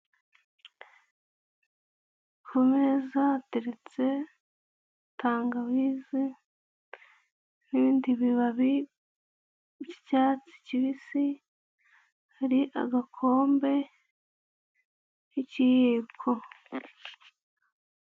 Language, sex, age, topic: Kinyarwanda, female, 18-24, health